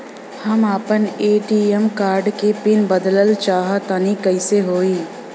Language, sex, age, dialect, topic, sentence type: Bhojpuri, female, 25-30, Southern / Standard, banking, question